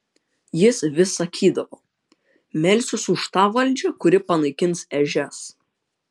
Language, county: Lithuanian, Utena